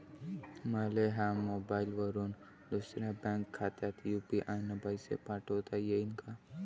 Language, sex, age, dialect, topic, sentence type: Marathi, male, 25-30, Varhadi, banking, question